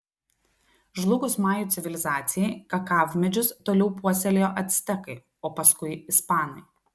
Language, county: Lithuanian, Telšiai